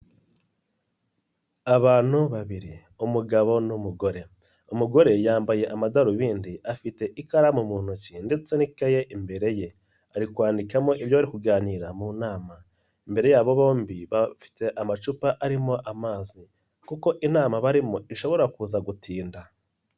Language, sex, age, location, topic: Kinyarwanda, male, 25-35, Nyagatare, government